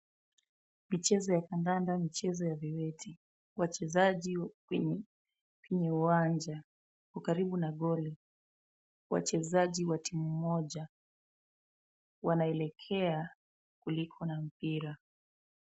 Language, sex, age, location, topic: Swahili, female, 18-24, Kisumu, education